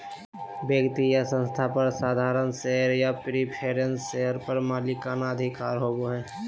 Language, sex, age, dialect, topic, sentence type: Magahi, male, 18-24, Southern, banking, statement